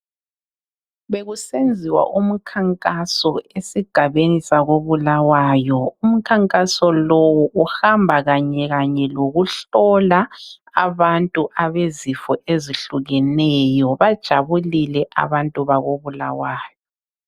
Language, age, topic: North Ndebele, 36-49, health